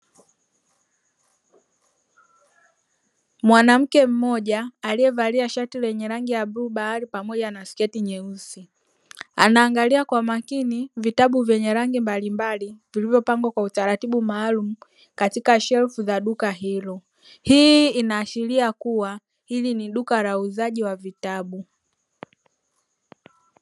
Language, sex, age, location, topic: Swahili, female, 25-35, Dar es Salaam, education